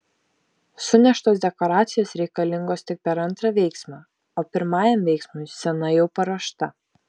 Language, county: Lithuanian, Šiauliai